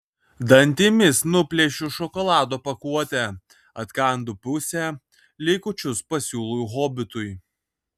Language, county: Lithuanian, Kaunas